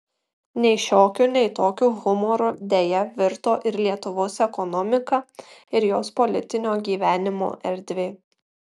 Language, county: Lithuanian, Marijampolė